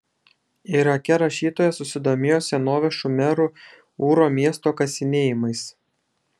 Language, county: Lithuanian, Šiauliai